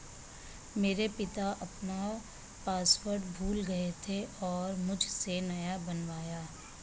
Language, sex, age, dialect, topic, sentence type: Hindi, male, 56-60, Marwari Dhudhari, banking, statement